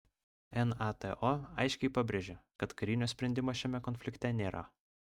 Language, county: Lithuanian, Vilnius